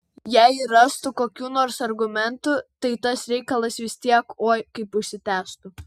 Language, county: Lithuanian, Vilnius